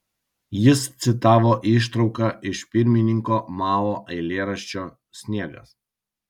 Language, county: Lithuanian, Kaunas